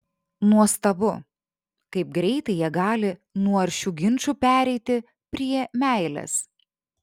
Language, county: Lithuanian, Šiauliai